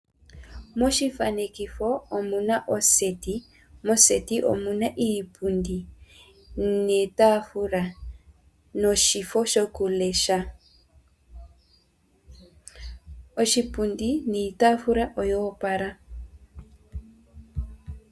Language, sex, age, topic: Oshiwambo, female, 18-24, finance